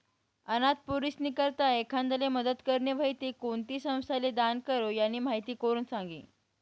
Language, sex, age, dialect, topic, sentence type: Marathi, female, 18-24, Northern Konkan, banking, statement